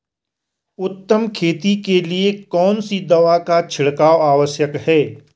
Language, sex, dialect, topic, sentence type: Hindi, male, Garhwali, agriculture, question